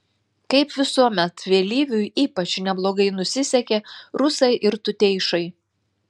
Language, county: Lithuanian, Telšiai